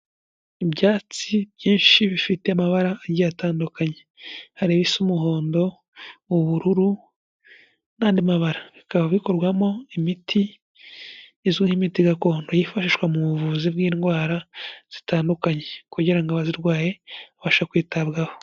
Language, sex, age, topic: Kinyarwanda, male, 18-24, health